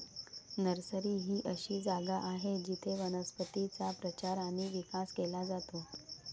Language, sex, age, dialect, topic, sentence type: Marathi, female, 31-35, Varhadi, agriculture, statement